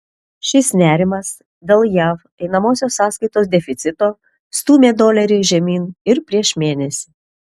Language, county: Lithuanian, Telšiai